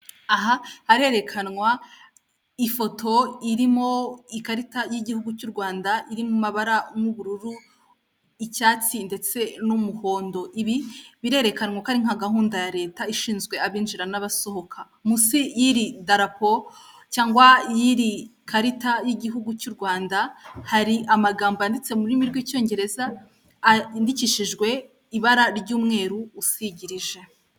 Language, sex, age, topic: Kinyarwanda, female, 18-24, government